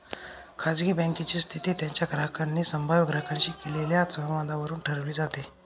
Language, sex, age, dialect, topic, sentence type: Marathi, male, 18-24, Northern Konkan, banking, statement